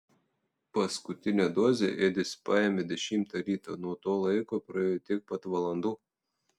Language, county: Lithuanian, Telšiai